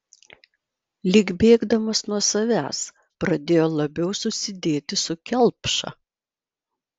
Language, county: Lithuanian, Vilnius